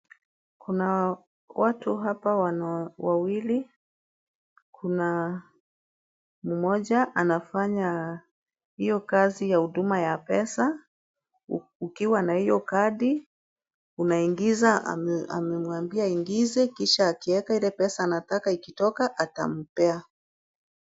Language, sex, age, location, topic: Swahili, female, 36-49, Kisumu, finance